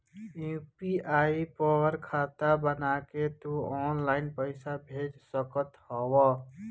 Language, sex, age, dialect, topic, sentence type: Bhojpuri, male, 18-24, Northern, banking, statement